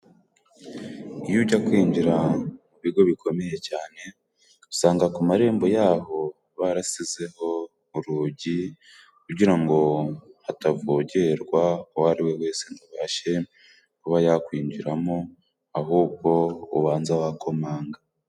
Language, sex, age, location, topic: Kinyarwanda, male, 18-24, Burera, finance